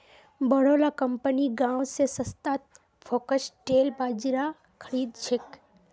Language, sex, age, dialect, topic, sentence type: Magahi, female, 18-24, Northeastern/Surjapuri, agriculture, statement